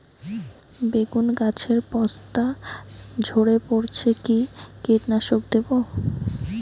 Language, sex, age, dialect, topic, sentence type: Bengali, female, 18-24, Rajbangshi, agriculture, question